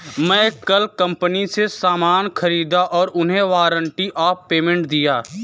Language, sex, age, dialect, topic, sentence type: Hindi, male, 18-24, Kanauji Braj Bhasha, banking, statement